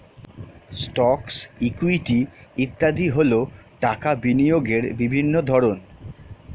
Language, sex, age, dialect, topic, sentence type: Bengali, male, 31-35, Standard Colloquial, banking, statement